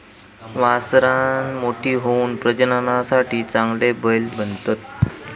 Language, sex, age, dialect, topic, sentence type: Marathi, male, 25-30, Southern Konkan, agriculture, statement